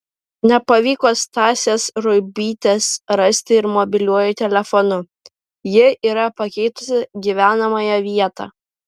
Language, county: Lithuanian, Vilnius